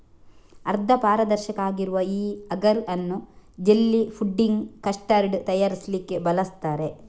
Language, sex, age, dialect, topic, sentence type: Kannada, female, 46-50, Coastal/Dakshin, agriculture, statement